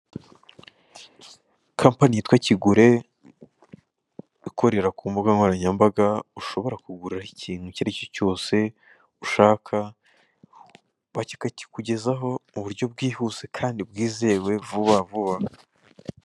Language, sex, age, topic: Kinyarwanda, male, 18-24, finance